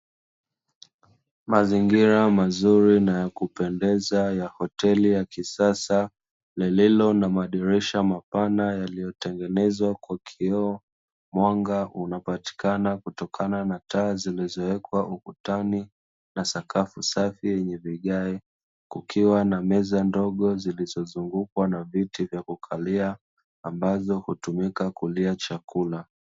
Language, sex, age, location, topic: Swahili, male, 25-35, Dar es Salaam, finance